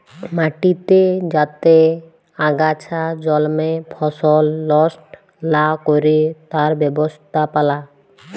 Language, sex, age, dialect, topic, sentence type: Bengali, female, 18-24, Jharkhandi, agriculture, statement